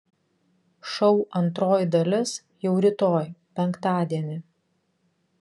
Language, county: Lithuanian, Vilnius